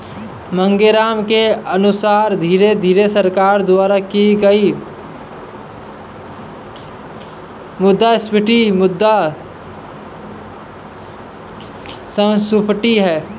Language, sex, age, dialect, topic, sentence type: Hindi, male, 51-55, Awadhi Bundeli, banking, statement